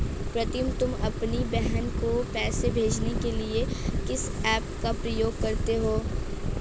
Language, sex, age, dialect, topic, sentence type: Hindi, female, 18-24, Hindustani Malvi Khadi Boli, banking, statement